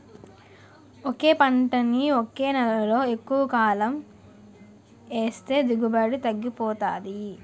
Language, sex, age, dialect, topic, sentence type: Telugu, male, 18-24, Utterandhra, agriculture, statement